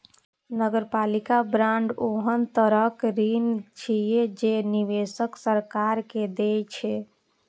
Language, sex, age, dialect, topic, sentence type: Maithili, female, 25-30, Eastern / Thethi, banking, statement